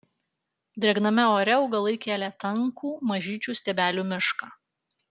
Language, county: Lithuanian, Alytus